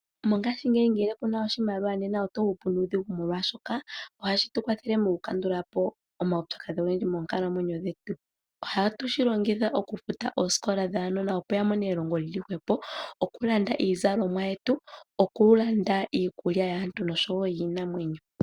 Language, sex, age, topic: Oshiwambo, female, 18-24, finance